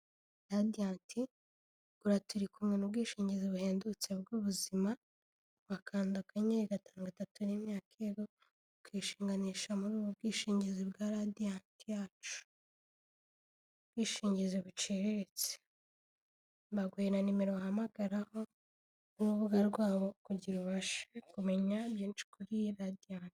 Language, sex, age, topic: Kinyarwanda, female, 18-24, finance